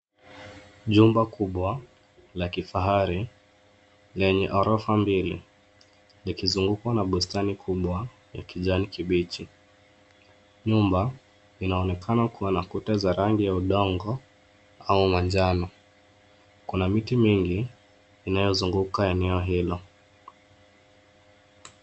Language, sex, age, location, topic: Swahili, male, 25-35, Nairobi, finance